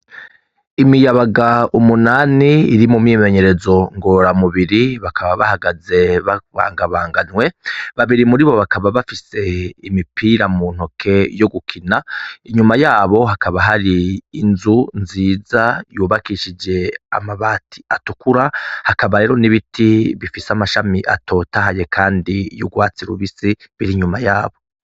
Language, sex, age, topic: Rundi, male, 36-49, education